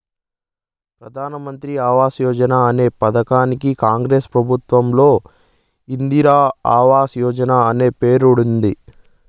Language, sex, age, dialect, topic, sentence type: Telugu, male, 25-30, Southern, banking, statement